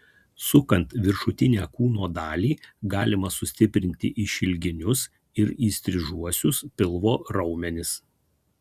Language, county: Lithuanian, Kaunas